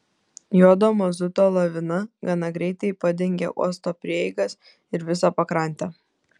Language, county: Lithuanian, Kaunas